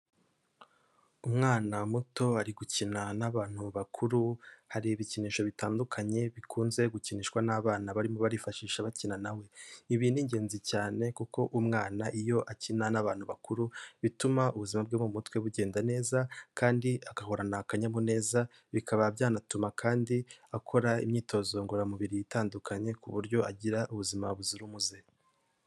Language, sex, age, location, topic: Kinyarwanda, male, 18-24, Kigali, health